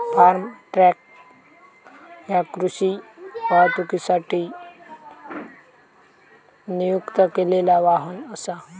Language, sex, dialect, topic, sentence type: Marathi, male, Southern Konkan, agriculture, statement